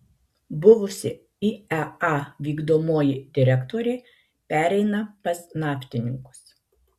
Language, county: Lithuanian, Marijampolė